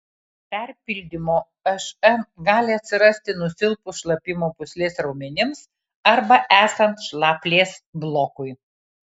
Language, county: Lithuanian, Kaunas